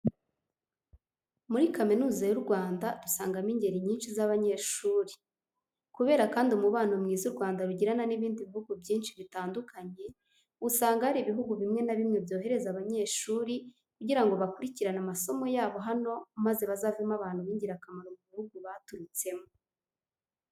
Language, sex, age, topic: Kinyarwanda, female, 18-24, education